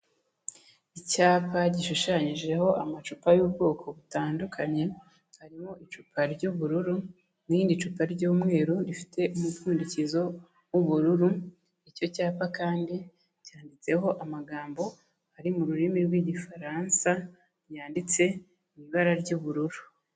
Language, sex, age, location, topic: Kinyarwanda, female, 25-35, Kigali, health